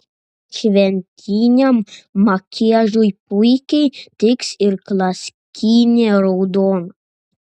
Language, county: Lithuanian, Panevėžys